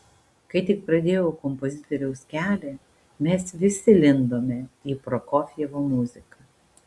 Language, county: Lithuanian, Panevėžys